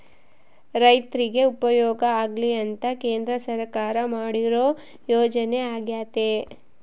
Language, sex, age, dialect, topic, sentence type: Kannada, female, 56-60, Central, agriculture, statement